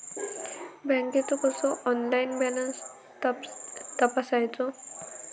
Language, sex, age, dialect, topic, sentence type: Marathi, female, 18-24, Southern Konkan, banking, question